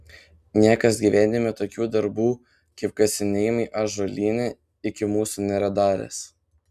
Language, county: Lithuanian, Panevėžys